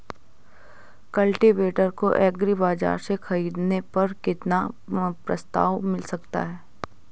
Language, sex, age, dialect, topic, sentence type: Hindi, female, 18-24, Awadhi Bundeli, agriculture, question